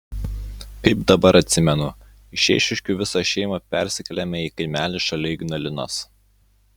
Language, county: Lithuanian, Utena